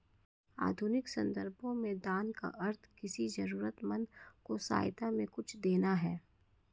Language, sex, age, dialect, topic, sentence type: Hindi, female, 56-60, Marwari Dhudhari, banking, statement